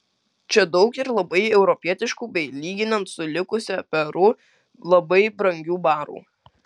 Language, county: Lithuanian, Kaunas